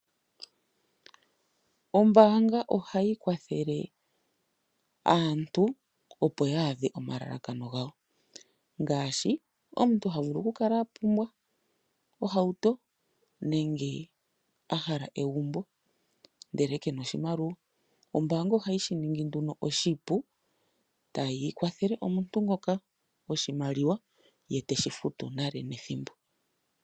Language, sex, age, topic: Oshiwambo, female, 25-35, finance